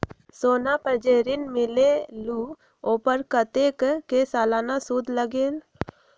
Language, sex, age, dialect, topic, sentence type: Magahi, female, 25-30, Western, banking, question